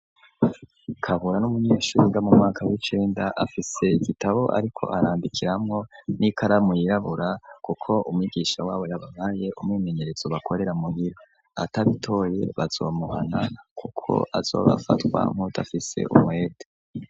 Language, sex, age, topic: Rundi, male, 25-35, education